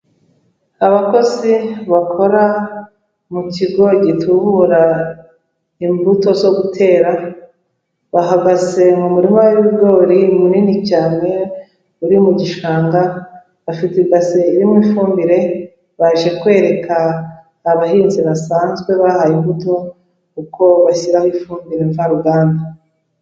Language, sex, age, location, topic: Kinyarwanda, female, 36-49, Kigali, agriculture